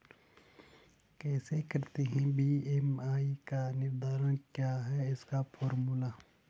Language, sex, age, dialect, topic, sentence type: Hindi, male, 18-24, Hindustani Malvi Khadi Boli, agriculture, question